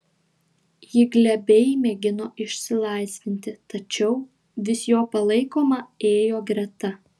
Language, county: Lithuanian, Šiauliai